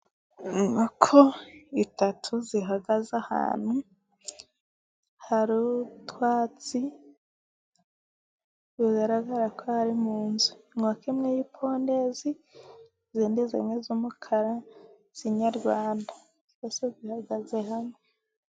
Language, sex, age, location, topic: Kinyarwanda, female, 18-24, Musanze, agriculture